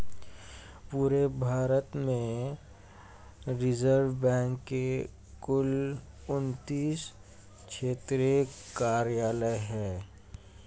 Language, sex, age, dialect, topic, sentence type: Hindi, male, 18-24, Hindustani Malvi Khadi Boli, banking, statement